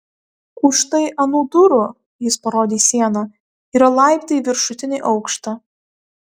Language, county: Lithuanian, Kaunas